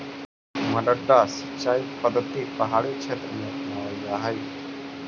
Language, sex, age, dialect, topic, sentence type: Magahi, male, 18-24, Central/Standard, agriculture, statement